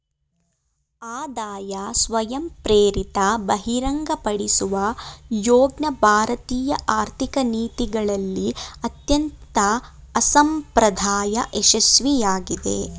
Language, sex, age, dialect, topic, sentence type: Kannada, female, 25-30, Mysore Kannada, banking, statement